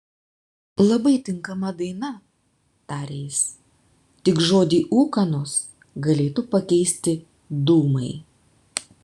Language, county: Lithuanian, Vilnius